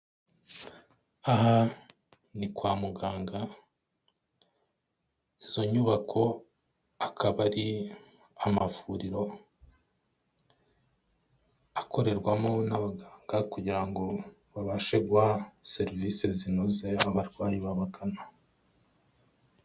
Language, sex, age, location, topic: Kinyarwanda, male, 25-35, Kigali, health